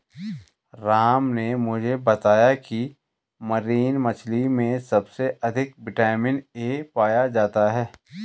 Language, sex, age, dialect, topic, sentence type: Hindi, male, 36-40, Garhwali, agriculture, statement